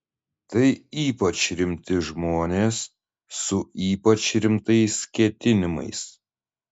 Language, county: Lithuanian, Šiauliai